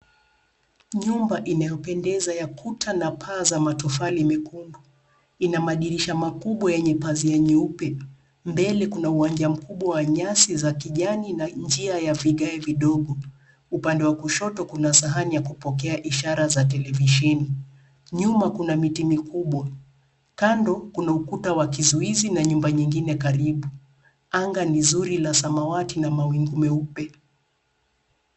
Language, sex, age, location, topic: Swahili, female, 36-49, Nairobi, finance